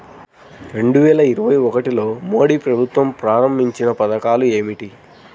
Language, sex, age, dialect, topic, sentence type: Telugu, male, 31-35, Central/Coastal, banking, question